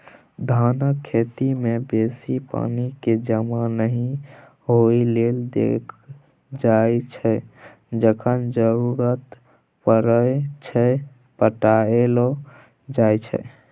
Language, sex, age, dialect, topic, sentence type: Maithili, male, 18-24, Bajjika, agriculture, statement